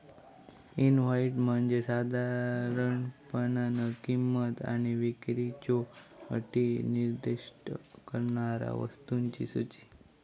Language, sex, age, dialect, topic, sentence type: Marathi, male, 18-24, Southern Konkan, banking, statement